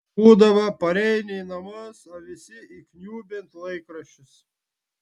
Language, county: Lithuanian, Vilnius